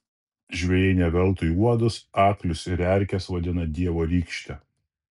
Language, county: Lithuanian, Kaunas